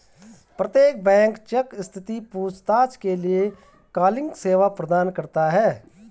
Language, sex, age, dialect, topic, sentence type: Hindi, male, 36-40, Garhwali, banking, statement